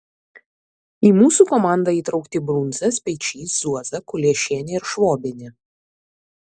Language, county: Lithuanian, Vilnius